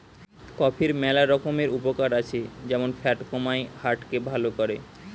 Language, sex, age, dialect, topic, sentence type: Bengali, male, 18-24, Western, agriculture, statement